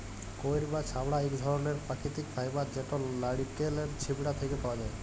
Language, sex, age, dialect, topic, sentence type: Bengali, male, 18-24, Jharkhandi, agriculture, statement